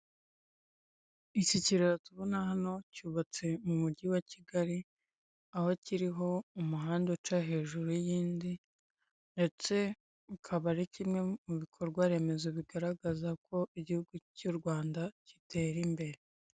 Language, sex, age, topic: Kinyarwanda, female, 25-35, government